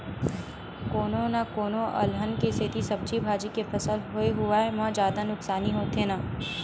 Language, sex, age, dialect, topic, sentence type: Chhattisgarhi, female, 18-24, Western/Budati/Khatahi, agriculture, statement